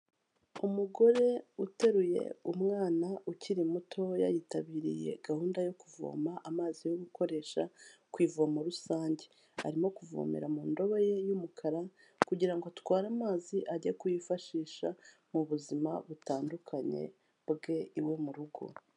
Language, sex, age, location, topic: Kinyarwanda, female, 36-49, Kigali, health